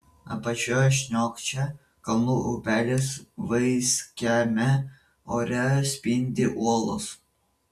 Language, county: Lithuanian, Vilnius